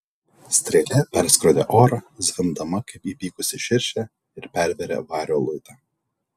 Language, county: Lithuanian, Telšiai